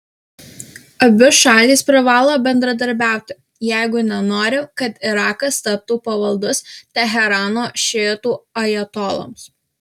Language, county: Lithuanian, Alytus